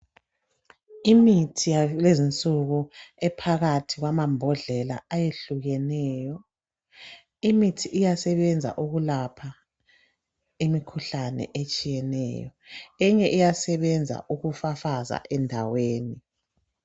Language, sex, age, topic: North Ndebele, male, 25-35, health